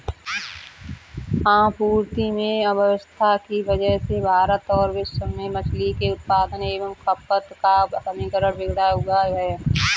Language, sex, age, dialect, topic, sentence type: Hindi, female, 25-30, Kanauji Braj Bhasha, agriculture, statement